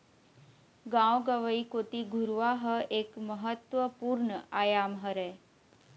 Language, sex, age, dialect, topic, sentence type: Chhattisgarhi, female, 18-24, Eastern, agriculture, statement